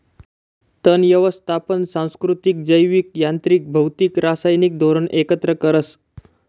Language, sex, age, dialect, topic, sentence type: Marathi, male, 18-24, Northern Konkan, agriculture, statement